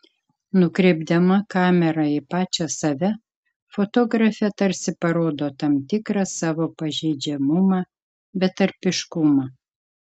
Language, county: Lithuanian, Kaunas